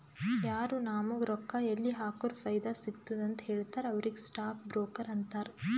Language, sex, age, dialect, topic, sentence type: Kannada, female, 18-24, Northeastern, banking, statement